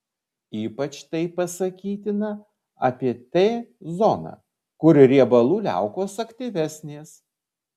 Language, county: Lithuanian, Vilnius